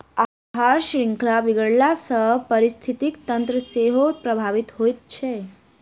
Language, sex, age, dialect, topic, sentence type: Maithili, female, 41-45, Southern/Standard, agriculture, statement